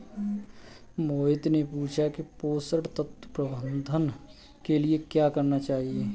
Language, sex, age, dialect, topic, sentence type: Hindi, male, 31-35, Kanauji Braj Bhasha, agriculture, statement